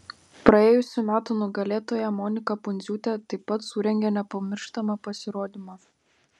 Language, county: Lithuanian, Panevėžys